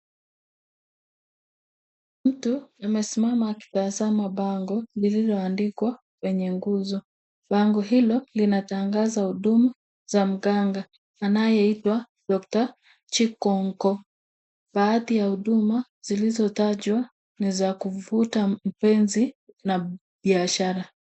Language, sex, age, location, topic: Swahili, female, 50+, Kisumu, health